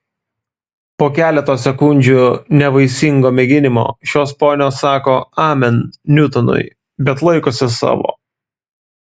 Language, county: Lithuanian, Vilnius